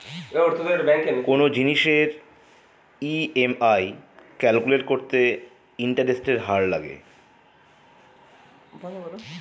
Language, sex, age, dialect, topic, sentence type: Bengali, male, 25-30, Northern/Varendri, banking, statement